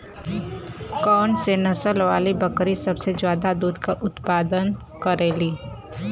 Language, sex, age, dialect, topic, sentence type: Bhojpuri, female, 25-30, Western, agriculture, statement